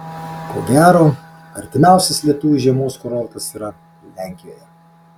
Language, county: Lithuanian, Kaunas